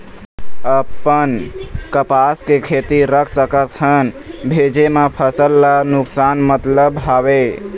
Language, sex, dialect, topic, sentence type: Chhattisgarhi, male, Eastern, agriculture, question